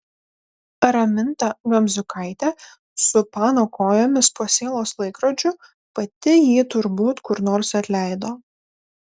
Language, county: Lithuanian, Panevėžys